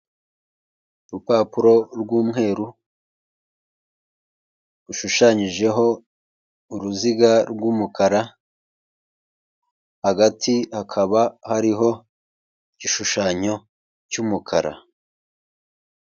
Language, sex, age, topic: Kinyarwanda, male, 25-35, government